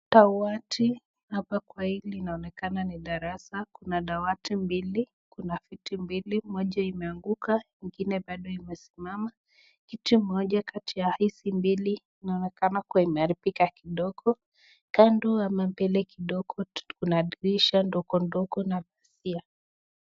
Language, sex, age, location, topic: Swahili, female, 25-35, Nakuru, education